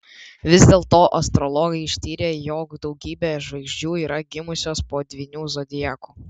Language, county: Lithuanian, Vilnius